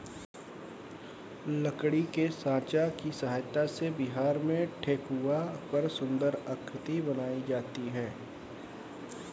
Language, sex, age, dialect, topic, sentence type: Hindi, male, 18-24, Kanauji Braj Bhasha, agriculture, statement